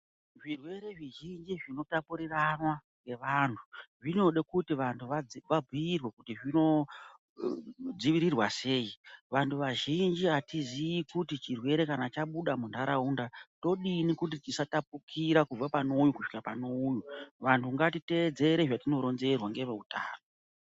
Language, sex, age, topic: Ndau, female, 36-49, health